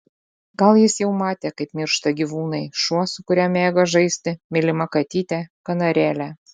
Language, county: Lithuanian, Utena